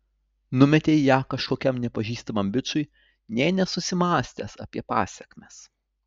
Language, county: Lithuanian, Utena